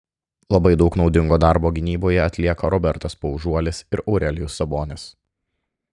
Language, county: Lithuanian, Klaipėda